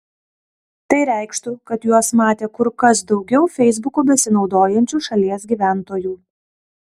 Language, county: Lithuanian, Kaunas